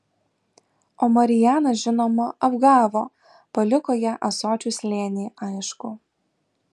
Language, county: Lithuanian, Alytus